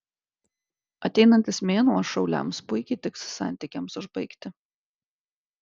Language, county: Lithuanian, Klaipėda